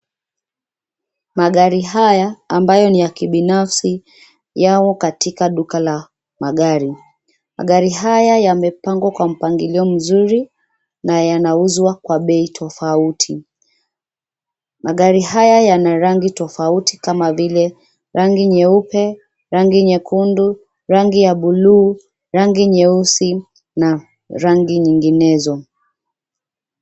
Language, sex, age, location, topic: Swahili, female, 25-35, Nairobi, finance